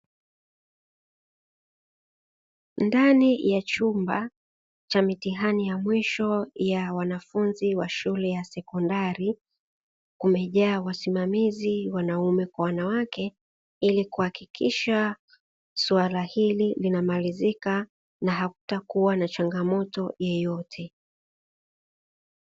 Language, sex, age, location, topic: Swahili, female, 25-35, Dar es Salaam, education